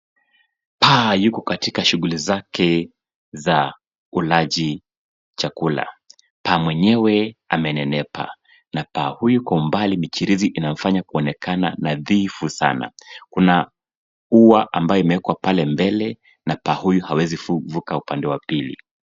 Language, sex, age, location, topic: Swahili, male, 25-35, Nairobi, government